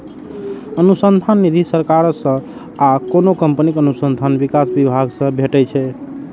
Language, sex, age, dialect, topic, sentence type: Maithili, male, 31-35, Eastern / Thethi, banking, statement